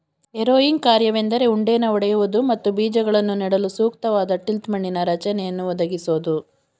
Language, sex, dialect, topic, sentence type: Kannada, female, Mysore Kannada, agriculture, statement